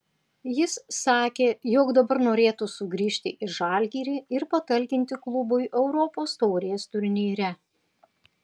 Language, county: Lithuanian, Panevėžys